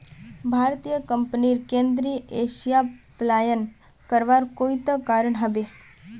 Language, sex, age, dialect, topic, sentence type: Magahi, female, 18-24, Northeastern/Surjapuri, banking, statement